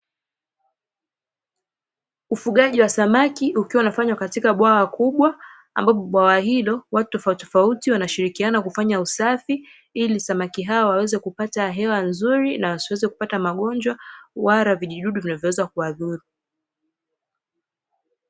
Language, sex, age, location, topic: Swahili, female, 18-24, Dar es Salaam, agriculture